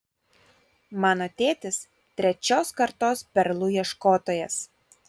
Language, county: Lithuanian, Kaunas